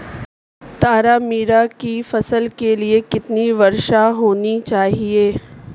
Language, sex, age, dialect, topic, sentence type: Hindi, female, 25-30, Marwari Dhudhari, agriculture, question